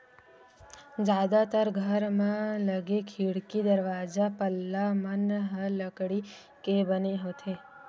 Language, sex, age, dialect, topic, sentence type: Chhattisgarhi, female, 18-24, Western/Budati/Khatahi, agriculture, statement